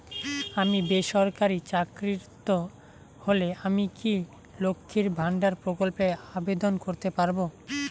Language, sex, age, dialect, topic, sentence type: Bengali, male, 18-24, Rajbangshi, banking, question